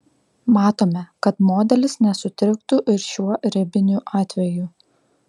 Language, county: Lithuanian, Klaipėda